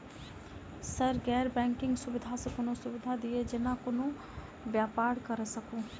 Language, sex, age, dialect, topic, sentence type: Maithili, female, 25-30, Southern/Standard, banking, question